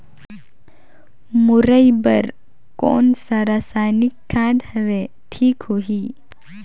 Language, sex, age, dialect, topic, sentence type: Chhattisgarhi, female, 18-24, Northern/Bhandar, agriculture, question